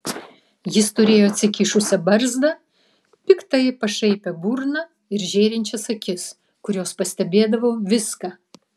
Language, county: Lithuanian, Vilnius